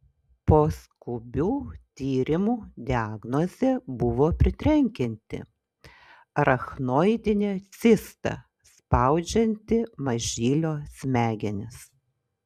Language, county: Lithuanian, Šiauliai